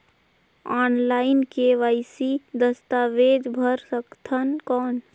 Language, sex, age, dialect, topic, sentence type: Chhattisgarhi, female, 18-24, Northern/Bhandar, banking, question